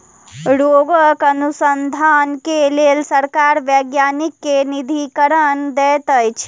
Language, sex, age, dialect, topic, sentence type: Maithili, female, 18-24, Southern/Standard, banking, statement